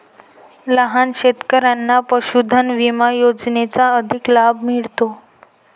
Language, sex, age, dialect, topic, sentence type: Marathi, female, 18-24, Varhadi, agriculture, statement